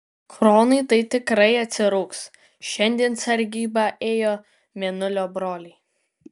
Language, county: Lithuanian, Kaunas